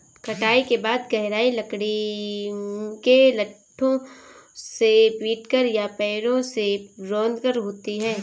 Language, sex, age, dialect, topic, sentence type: Hindi, female, 18-24, Kanauji Braj Bhasha, agriculture, statement